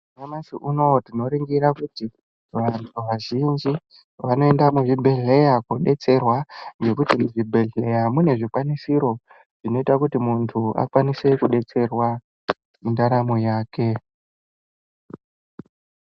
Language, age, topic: Ndau, 50+, health